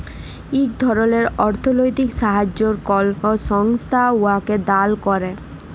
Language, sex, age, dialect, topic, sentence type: Bengali, female, 18-24, Jharkhandi, banking, statement